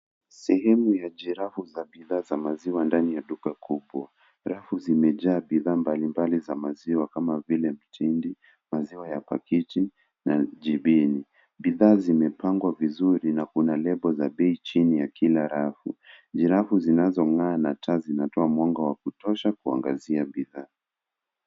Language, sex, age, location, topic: Swahili, male, 25-35, Nairobi, finance